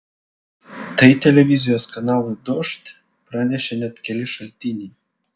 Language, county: Lithuanian, Vilnius